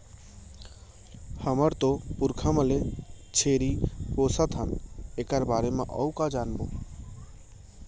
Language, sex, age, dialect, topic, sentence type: Chhattisgarhi, male, 25-30, Central, agriculture, statement